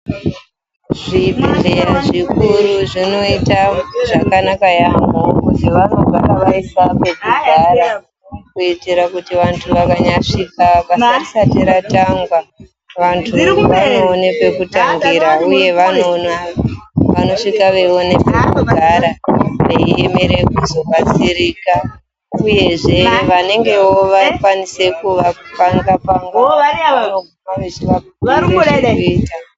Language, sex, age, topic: Ndau, female, 36-49, health